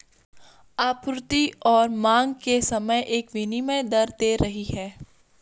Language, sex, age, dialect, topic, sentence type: Hindi, female, 18-24, Marwari Dhudhari, banking, statement